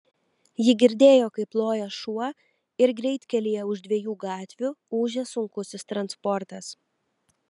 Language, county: Lithuanian, Telšiai